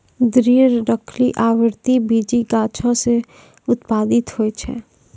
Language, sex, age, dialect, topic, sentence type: Maithili, female, 25-30, Angika, agriculture, statement